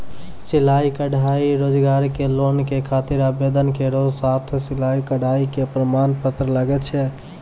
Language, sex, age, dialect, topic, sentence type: Maithili, male, 25-30, Angika, banking, question